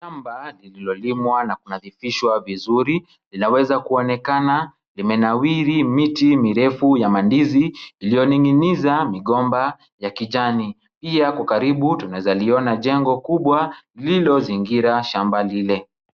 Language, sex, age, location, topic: Swahili, male, 18-24, Kisumu, agriculture